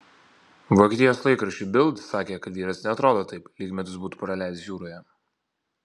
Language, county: Lithuanian, Vilnius